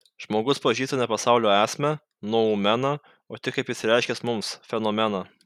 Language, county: Lithuanian, Kaunas